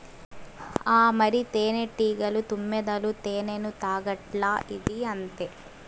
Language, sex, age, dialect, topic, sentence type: Telugu, female, 18-24, Southern, agriculture, statement